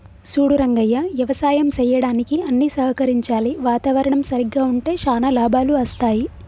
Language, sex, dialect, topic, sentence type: Telugu, female, Telangana, agriculture, statement